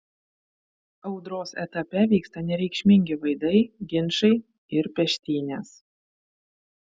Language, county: Lithuanian, Vilnius